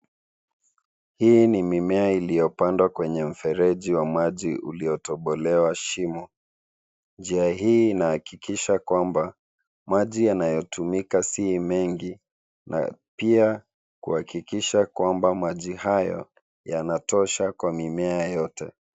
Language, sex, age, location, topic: Swahili, male, 25-35, Nairobi, agriculture